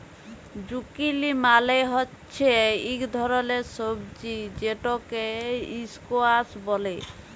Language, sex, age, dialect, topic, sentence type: Bengali, female, 18-24, Jharkhandi, agriculture, statement